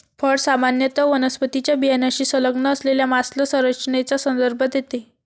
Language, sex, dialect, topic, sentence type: Marathi, female, Varhadi, agriculture, statement